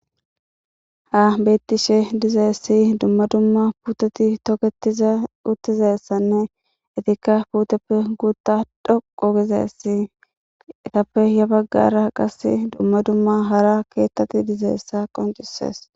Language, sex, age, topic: Gamo, female, 18-24, government